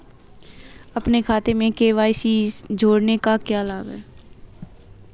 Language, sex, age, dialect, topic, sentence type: Hindi, female, 25-30, Kanauji Braj Bhasha, banking, question